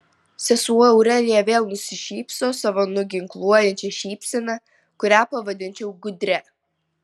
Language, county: Lithuanian, Vilnius